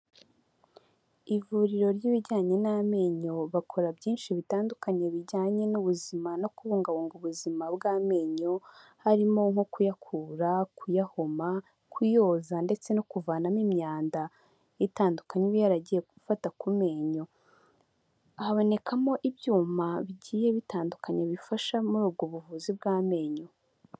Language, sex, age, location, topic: Kinyarwanda, female, 25-35, Huye, health